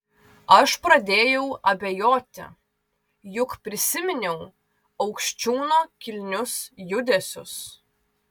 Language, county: Lithuanian, Vilnius